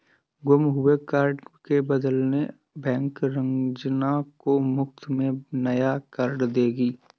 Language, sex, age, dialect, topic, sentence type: Hindi, male, 18-24, Kanauji Braj Bhasha, banking, statement